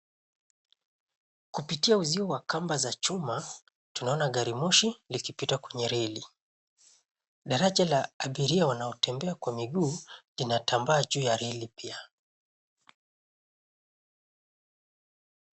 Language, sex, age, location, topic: Swahili, male, 25-35, Nairobi, government